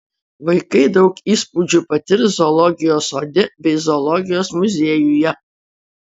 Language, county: Lithuanian, Utena